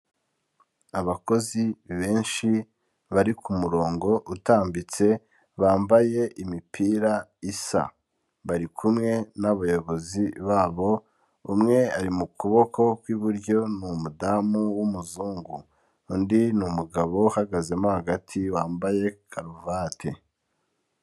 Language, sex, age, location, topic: Kinyarwanda, male, 25-35, Kigali, health